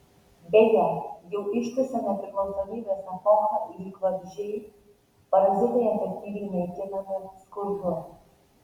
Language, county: Lithuanian, Vilnius